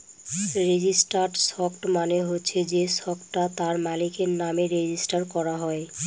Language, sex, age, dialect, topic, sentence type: Bengali, female, 25-30, Northern/Varendri, banking, statement